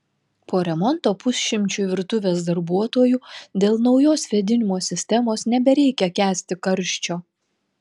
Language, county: Lithuanian, Telšiai